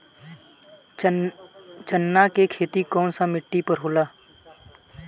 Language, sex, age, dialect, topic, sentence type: Bhojpuri, male, 18-24, Southern / Standard, agriculture, question